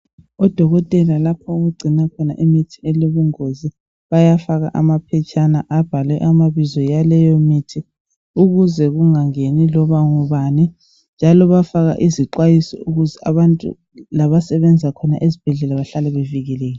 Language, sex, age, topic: North Ndebele, female, 25-35, health